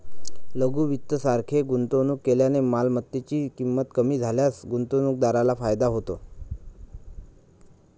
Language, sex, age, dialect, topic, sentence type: Marathi, male, 31-35, Northern Konkan, banking, statement